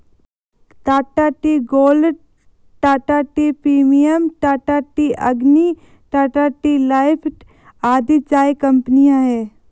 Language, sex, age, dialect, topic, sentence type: Hindi, female, 18-24, Marwari Dhudhari, agriculture, statement